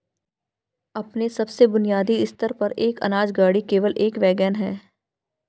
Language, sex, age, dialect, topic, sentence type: Hindi, female, 31-35, Marwari Dhudhari, agriculture, statement